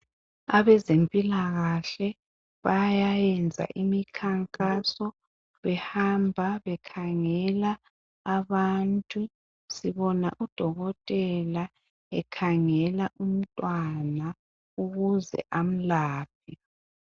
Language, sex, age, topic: North Ndebele, male, 50+, health